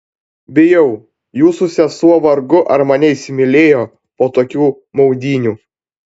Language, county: Lithuanian, Panevėžys